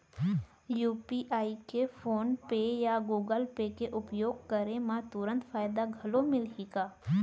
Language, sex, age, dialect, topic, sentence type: Chhattisgarhi, female, 18-24, Central, banking, question